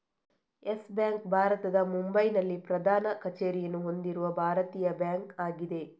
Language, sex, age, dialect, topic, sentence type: Kannada, female, 31-35, Coastal/Dakshin, banking, statement